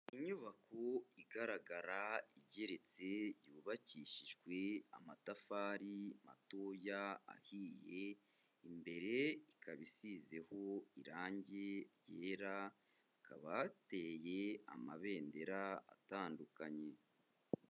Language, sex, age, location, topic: Kinyarwanda, male, 25-35, Kigali, education